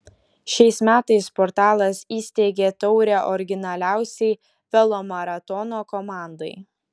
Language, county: Lithuanian, Kaunas